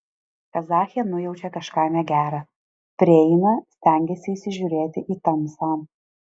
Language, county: Lithuanian, Alytus